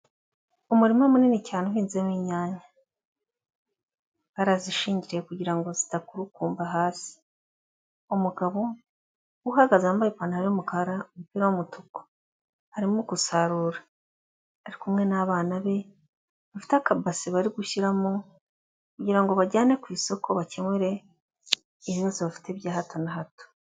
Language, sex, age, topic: Kinyarwanda, female, 25-35, agriculture